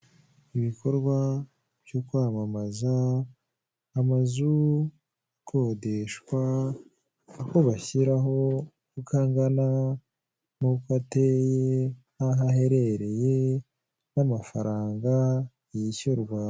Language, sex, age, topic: Kinyarwanda, male, 18-24, finance